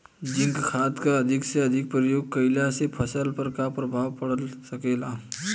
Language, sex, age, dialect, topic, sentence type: Bhojpuri, male, 25-30, Western, agriculture, question